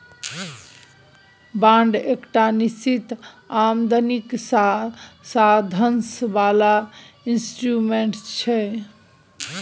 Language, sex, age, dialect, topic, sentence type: Maithili, female, 36-40, Bajjika, banking, statement